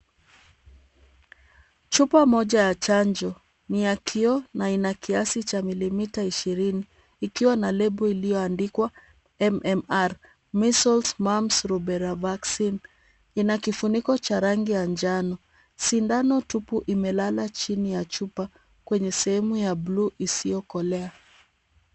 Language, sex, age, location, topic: Swahili, female, 25-35, Kisumu, health